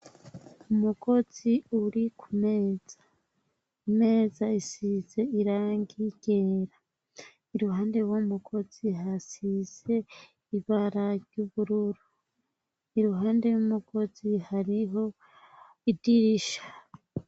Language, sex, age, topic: Rundi, male, 18-24, education